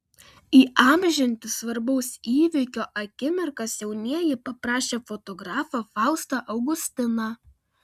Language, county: Lithuanian, Panevėžys